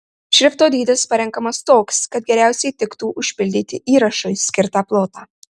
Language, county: Lithuanian, Marijampolė